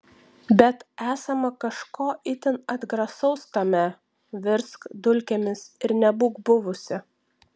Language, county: Lithuanian, Alytus